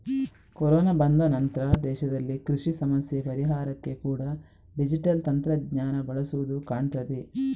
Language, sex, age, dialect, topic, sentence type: Kannada, female, 25-30, Coastal/Dakshin, agriculture, statement